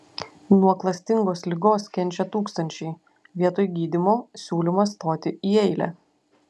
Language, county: Lithuanian, Klaipėda